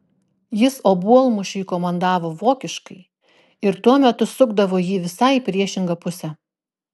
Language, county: Lithuanian, Klaipėda